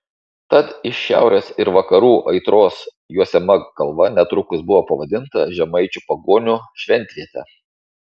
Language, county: Lithuanian, Šiauliai